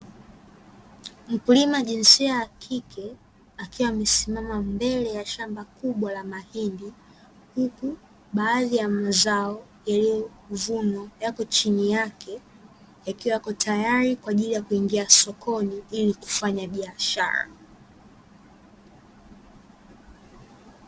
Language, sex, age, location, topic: Swahili, female, 18-24, Dar es Salaam, agriculture